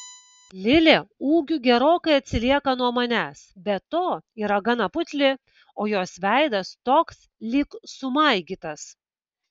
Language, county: Lithuanian, Kaunas